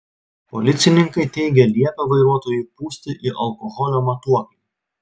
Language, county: Lithuanian, Klaipėda